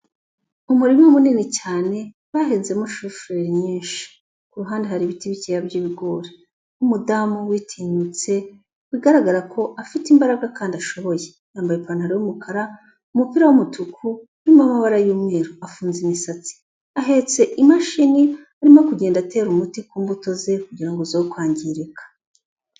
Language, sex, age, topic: Kinyarwanda, female, 25-35, agriculture